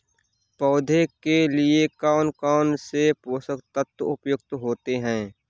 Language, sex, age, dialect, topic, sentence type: Hindi, male, 31-35, Awadhi Bundeli, agriculture, question